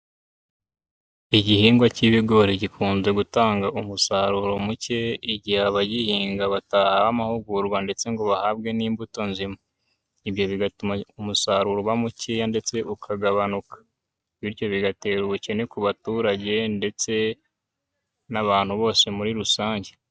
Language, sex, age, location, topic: Kinyarwanda, male, 18-24, Nyagatare, agriculture